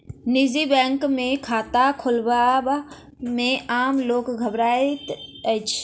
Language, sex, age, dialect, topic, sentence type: Maithili, female, 56-60, Southern/Standard, banking, statement